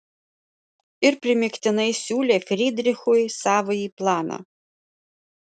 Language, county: Lithuanian, Panevėžys